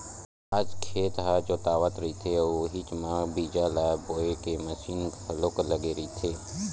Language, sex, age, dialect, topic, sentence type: Chhattisgarhi, male, 18-24, Western/Budati/Khatahi, agriculture, statement